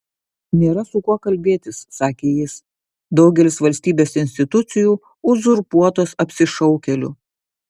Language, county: Lithuanian, Vilnius